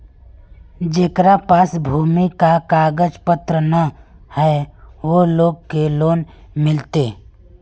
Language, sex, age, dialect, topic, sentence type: Magahi, male, 18-24, Northeastern/Surjapuri, banking, question